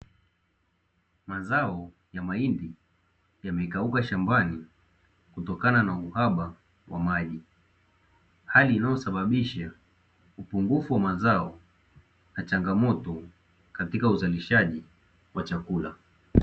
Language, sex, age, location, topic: Swahili, male, 18-24, Dar es Salaam, agriculture